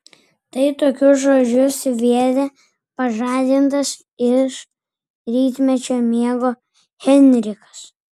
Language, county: Lithuanian, Vilnius